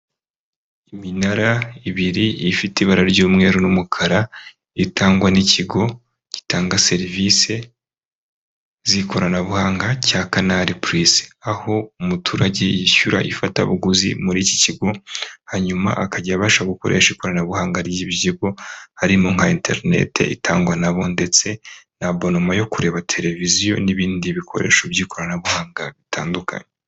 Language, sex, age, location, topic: Kinyarwanda, female, 25-35, Kigali, government